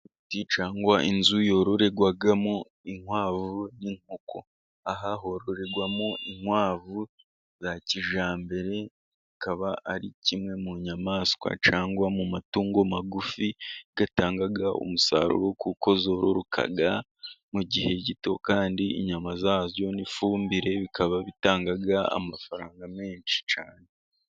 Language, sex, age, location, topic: Kinyarwanda, male, 18-24, Musanze, agriculture